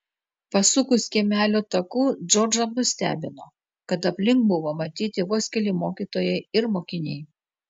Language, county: Lithuanian, Telšiai